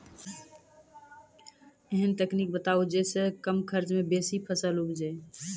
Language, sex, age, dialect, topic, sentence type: Maithili, female, 31-35, Angika, agriculture, question